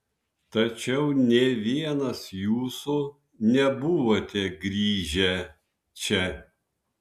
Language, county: Lithuanian, Vilnius